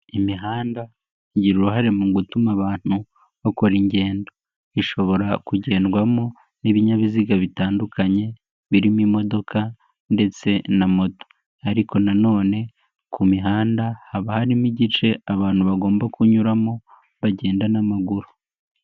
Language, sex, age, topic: Kinyarwanda, male, 18-24, government